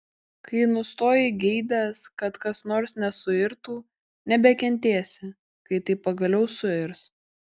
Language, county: Lithuanian, Kaunas